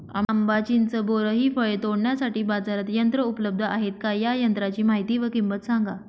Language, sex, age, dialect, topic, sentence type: Marathi, female, 25-30, Northern Konkan, agriculture, question